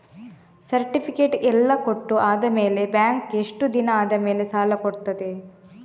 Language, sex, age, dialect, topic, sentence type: Kannada, female, 31-35, Coastal/Dakshin, banking, question